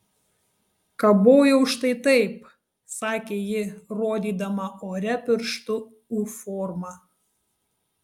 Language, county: Lithuanian, Tauragė